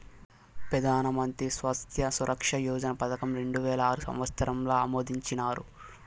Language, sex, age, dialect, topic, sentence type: Telugu, male, 18-24, Southern, banking, statement